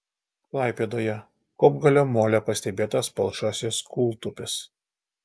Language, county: Lithuanian, Alytus